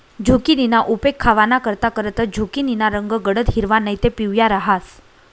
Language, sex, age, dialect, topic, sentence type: Marathi, female, 25-30, Northern Konkan, agriculture, statement